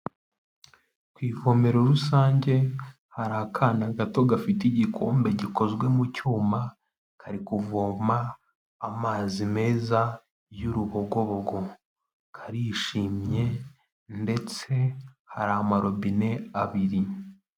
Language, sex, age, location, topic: Kinyarwanda, male, 18-24, Kigali, health